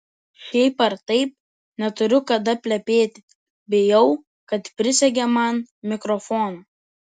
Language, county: Lithuanian, Telšiai